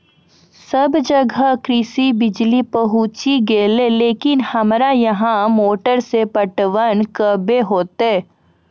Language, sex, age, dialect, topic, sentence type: Maithili, female, 41-45, Angika, agriculture, question